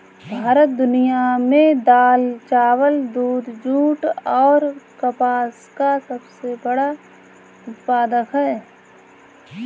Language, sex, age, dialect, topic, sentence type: Hindi, female, 25-30, Kanauji Braj Bhasha, agriculture, statement